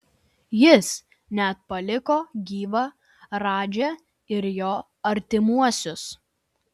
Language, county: Lithuanian, Vilnius